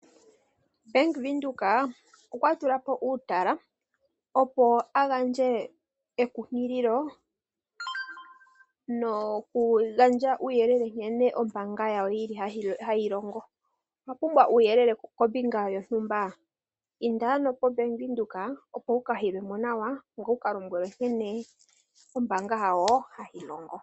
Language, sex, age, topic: Oshiwambo, female, 18-24, finance